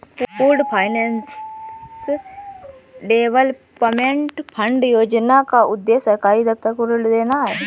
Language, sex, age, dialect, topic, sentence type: Hindi, female, 18-24, Awadhi Bundeli, banking, statement